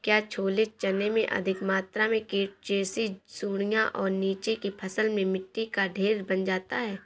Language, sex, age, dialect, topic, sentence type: Hindi, female, 18-24, Awadhi Bundeli, agriculture, question